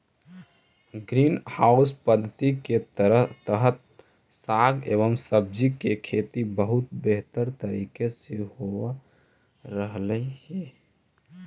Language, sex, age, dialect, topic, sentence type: Magahi, male, 18-24, Central/Standard, agriculture, statement